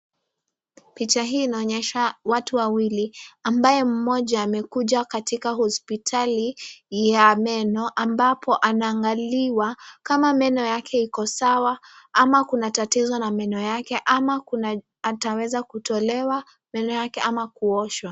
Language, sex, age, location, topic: Swahili, female, 18-24, Nakuru, health